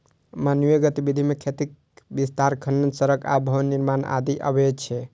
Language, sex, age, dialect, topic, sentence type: Maithili, male, 18-24, Eastern / Thethi, agriculture, statement